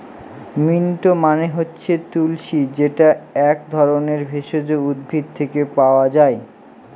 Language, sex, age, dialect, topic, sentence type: Bengali, male, 18-24, Northern/Varendri, agriculture, statement